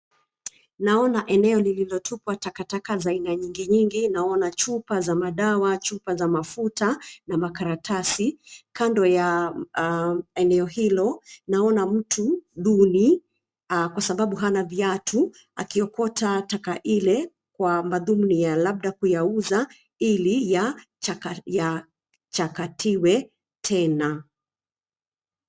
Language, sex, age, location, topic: Swahili, female, 36-49, Nairobi, government